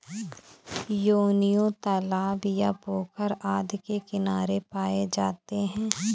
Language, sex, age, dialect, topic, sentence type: Hindi, female, 18-24, Awadhi Bundeli, agriculture, statement